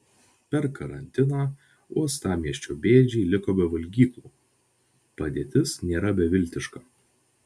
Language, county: Lithuanian, Vilnius